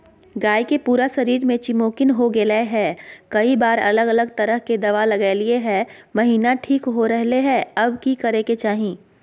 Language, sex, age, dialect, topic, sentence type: Magahi, female, 25-30, Southern, agriculture, question